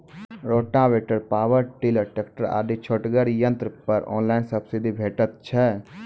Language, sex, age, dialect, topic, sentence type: Maithili, male, 18-24, Angika, agriculture, question